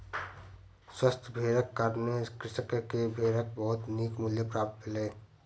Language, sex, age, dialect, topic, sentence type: Maithili, male, 25-30, Southern/Standard, agriculture, statement